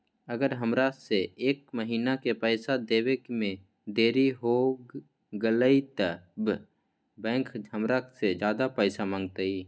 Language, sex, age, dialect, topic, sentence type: Magahi, male, 18-24, Western, banking, question